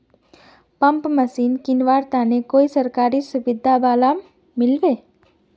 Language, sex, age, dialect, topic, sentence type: Magahi, female, 36-40, Northeastern/Surjapuri, agriculture, question